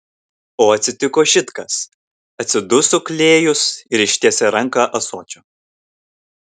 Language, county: Lithuanian, Kaunas